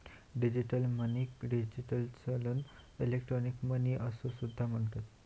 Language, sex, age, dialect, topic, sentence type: Marathi, male, 18-24, Southern Konkan, banking, statement